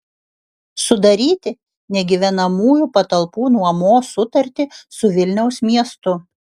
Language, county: Lithuanian, Kaunas